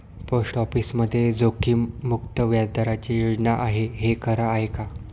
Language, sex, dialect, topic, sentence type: Marathi, male, Standard Marathi, banking, statement